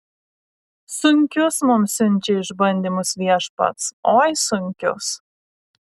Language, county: Lithuanian, Alytus